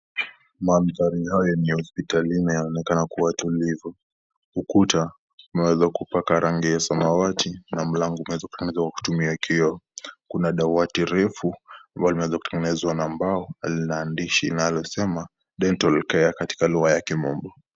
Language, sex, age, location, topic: Swahili, male, 18-24, Kisii, health